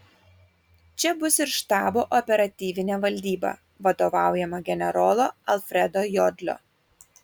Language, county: Lithuanian, Kaunas